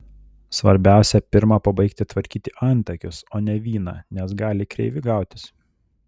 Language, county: Lithuanian, Telšiai